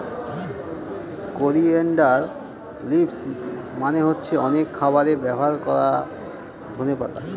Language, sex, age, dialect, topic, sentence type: Bengali, male, 36-40, Northern/Varendri, agriculture, statement